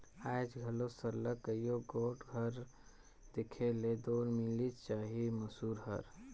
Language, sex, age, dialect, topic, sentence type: Chhattisgarhi, male, 25-30, Northern/Bhandar, agriculture, statement